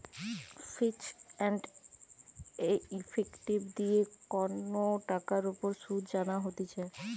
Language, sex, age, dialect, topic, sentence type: Bengali, male, 25-30, Western, banking, statement